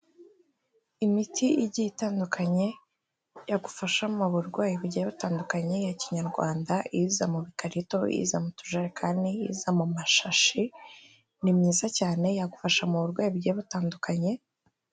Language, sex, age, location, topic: Kinyarwanda, female, 36-49, Kigali, health